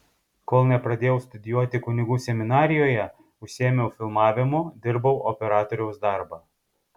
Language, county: Lithuanian, Kaunas